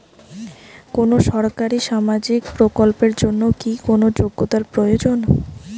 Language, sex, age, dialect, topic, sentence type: Bengali, female, 18-24, Rajbangshi, banking, question